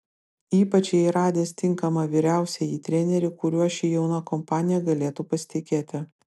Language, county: Lithuanian, Utena